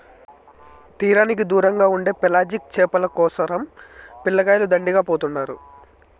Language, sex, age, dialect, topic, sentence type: Telugu, male, 25-30, Southern, agriculture, statement